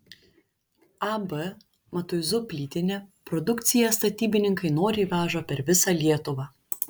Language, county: Lithuanian, Šiauliai